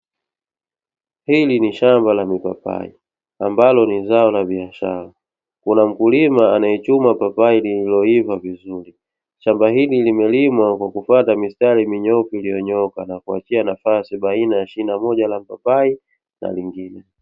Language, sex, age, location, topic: Swahili, male, 25-35, Dar es Salaam, agriculture